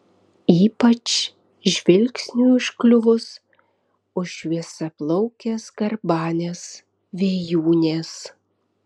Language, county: Lithuanian, Vilnius